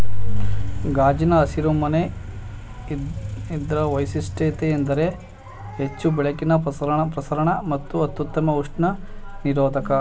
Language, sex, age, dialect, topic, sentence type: Kannada, male, 31-35, Mysore Kannada, agriculture, statement